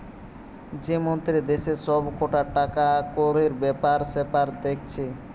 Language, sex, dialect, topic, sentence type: Bengali, male, Western, banking, statement